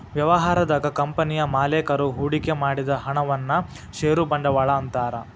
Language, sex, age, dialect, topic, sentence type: Kannada, male, 18-24, Dharwad Kannada, banking, statement